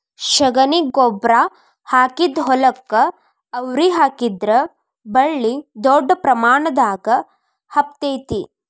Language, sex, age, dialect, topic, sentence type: Kannada, female, 25-30, Dharwad Kannada, agriculture, statement